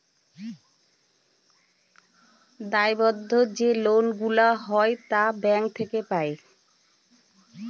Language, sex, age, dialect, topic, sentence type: Bengali, female, 46-50, Northern/Varendri, banking, statement